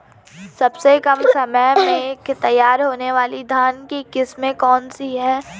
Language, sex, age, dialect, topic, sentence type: Hindi, female, 31-35, Garhwali, agriculture, question